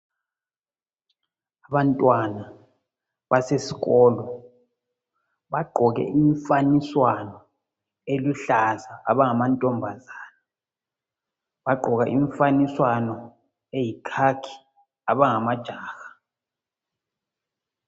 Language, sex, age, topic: North Ndebele, male, 36-49, education